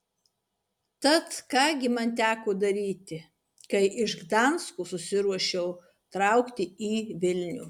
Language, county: Lithuanian, Marijampolė